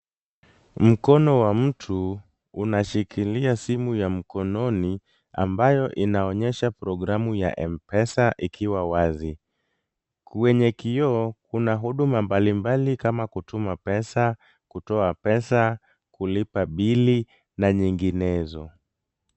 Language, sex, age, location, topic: Swahili, male, 25-35, Kisumu, finance